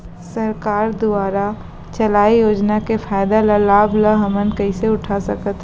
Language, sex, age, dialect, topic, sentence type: Chhattisgarhi, female, 25-30, Central, agriculture, question